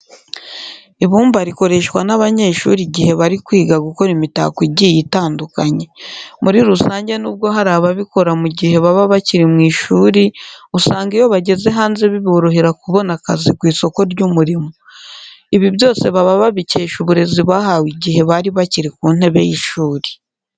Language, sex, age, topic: Kinyarwanda, female, 18-24, education